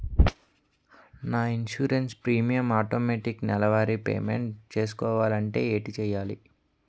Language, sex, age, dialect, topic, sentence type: Telugu, male, 18-24, Utterandhra, banking, question